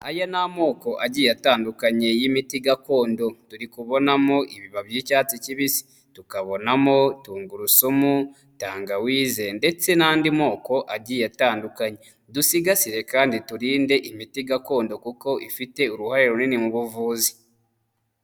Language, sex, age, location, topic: Kinyarwanda, male, 25-35, Huye, health